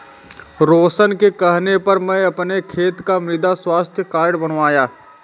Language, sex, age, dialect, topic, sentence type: Hindi, male, 60-100, Marwari Dhudhari, agriculture, statement